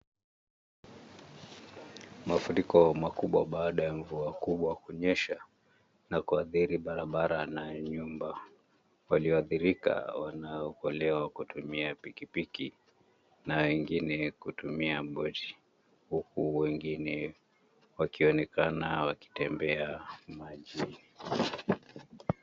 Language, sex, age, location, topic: Swahili, male, 50+, Nairobi, health